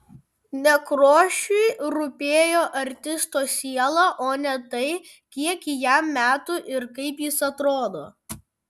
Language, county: Lithuanian, Vilnius